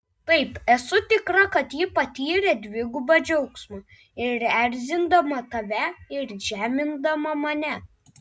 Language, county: Lithuanian, Klaipėda